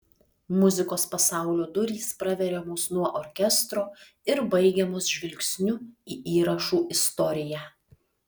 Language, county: Lithuanian, Vilnius